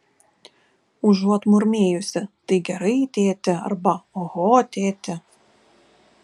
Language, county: Lithuanian, Kaunas